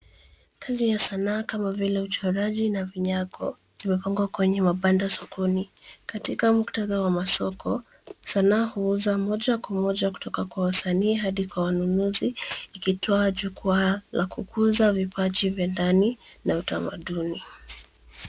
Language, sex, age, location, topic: Swahili, female, 25-35, Nairobi, finance